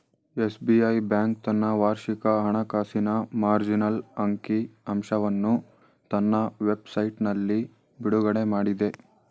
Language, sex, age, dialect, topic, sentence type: Kannada, male, 18-24, Mysore Kannada, banking, statement